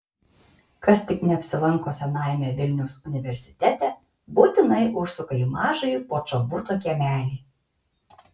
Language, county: Lithuanian, Kaunas